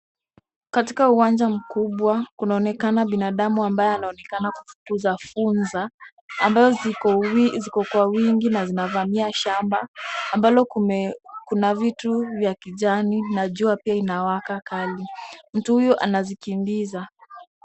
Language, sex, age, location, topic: Swahili, female, 18-24, Kisumu, health